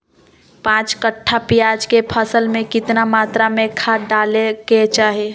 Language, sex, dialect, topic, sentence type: Magahi, female, Southern, agriculture, question